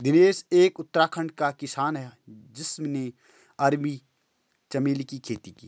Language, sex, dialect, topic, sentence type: Hindi, male, Marwari Dhudhari, agriculture, statement